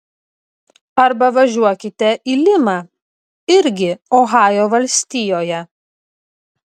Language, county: Lithuanian, Vilnius